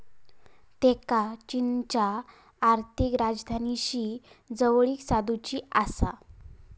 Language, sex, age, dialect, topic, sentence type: Marathi, female, 18-24, Southern Konkan, banking, statement